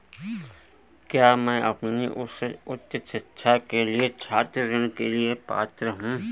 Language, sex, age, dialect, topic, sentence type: Hindi, male, 31-35, Awadhi Bundeli, banking, statement